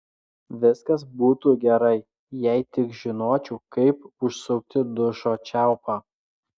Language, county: Lithuanian, Klaipėda